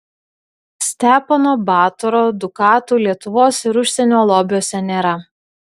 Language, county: Lithuanian, Klaipėda